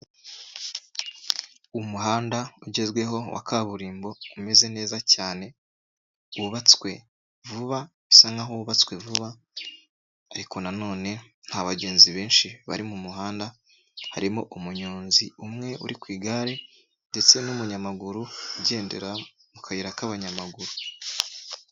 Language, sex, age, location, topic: Kinyarwanda, male, 25-35, Nyagatare, finance